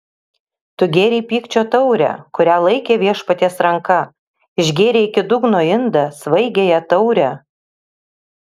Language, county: Lithuanian, Kaunas